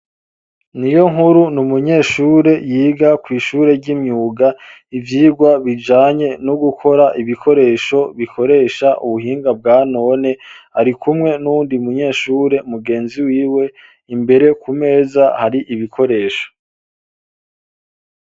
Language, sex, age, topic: Rundi, male, 25-35, education